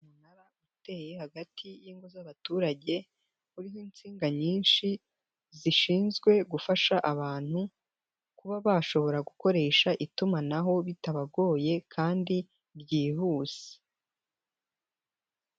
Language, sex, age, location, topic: Kinyarwanda, female, 18-24, Nyagatare, government